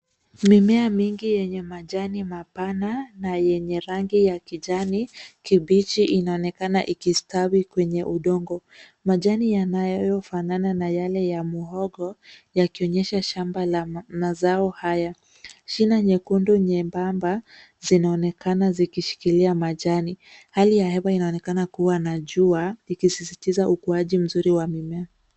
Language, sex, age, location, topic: Swahili, female, 25-35, Nairobi, health